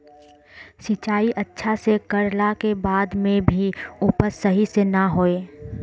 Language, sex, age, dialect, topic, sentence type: Magahi, female, 25-30, Northeastern/Surjapuri, agriculture, question